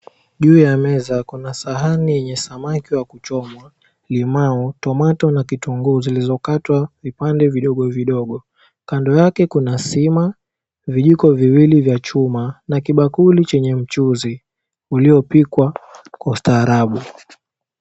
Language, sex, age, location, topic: Swahili, male, 18-24, Mombasa, agriculture